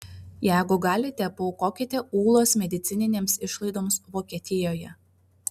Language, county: Lithuanian, Vilnius